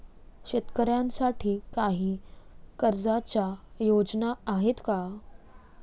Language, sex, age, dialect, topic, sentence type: Marathi, female, 41-45, Standard Marathi, agriculture, question